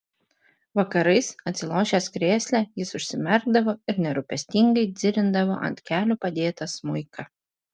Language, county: Lithuanian, Vilnius